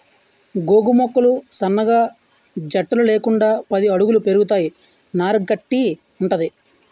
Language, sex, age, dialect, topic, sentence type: Telugu, male, 31-35, Utterandhra, agriculture, statement